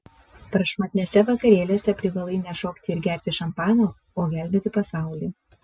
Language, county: Lithuanian, Vilnius